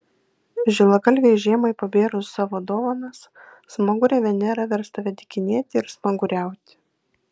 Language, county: Lithuanian, Kaunas